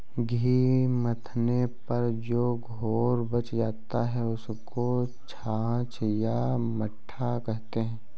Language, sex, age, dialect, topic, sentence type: Hindi, male, 18-24, Kanauji Braj Bhasha, agriculture, statement